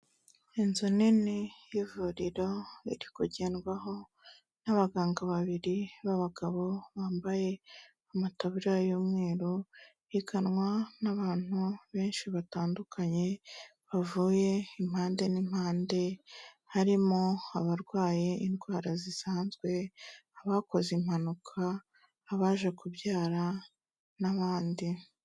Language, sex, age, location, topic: Kinyarwanda, female, 25-35, Kigali, health